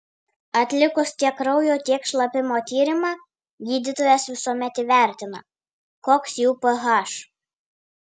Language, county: Lithuanian, Vilnius